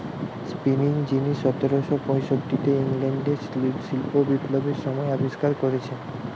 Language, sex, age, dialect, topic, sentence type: Bengali, male, 18-24, Western, agriculture, statement